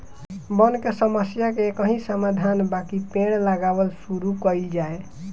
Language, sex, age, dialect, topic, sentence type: Bhojpuri, male, 18-24, Northern, agriculture, statement